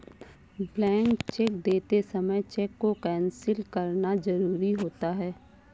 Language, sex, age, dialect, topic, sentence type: Hindi, female, 25-30, Awadhi Bundeli, banking, statement